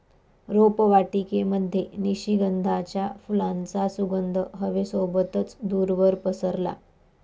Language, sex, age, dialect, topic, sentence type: Marathi, female, 25-30, Northern Konkan, agriculture, statement